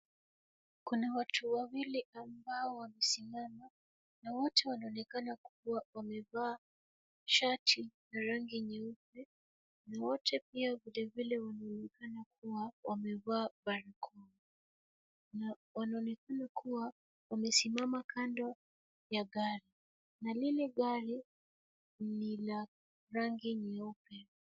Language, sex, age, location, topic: Swahili, female, 25-35, Kisumu, health